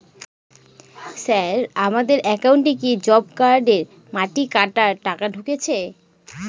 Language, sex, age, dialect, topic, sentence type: Bengali, female, 18-24, Northern/Varendri, banking, question